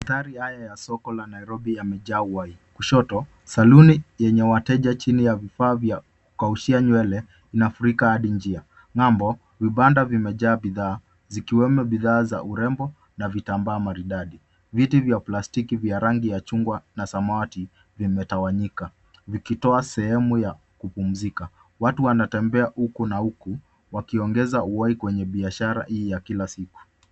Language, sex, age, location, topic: Swahili, male, 25-35, Nairobi, finance